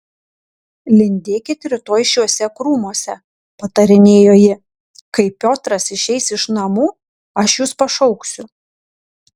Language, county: Lithuanian, Kaunas